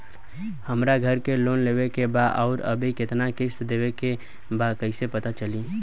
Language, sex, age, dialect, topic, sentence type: Bhojpuri, male, 18-24, Southern / Standard, banking, question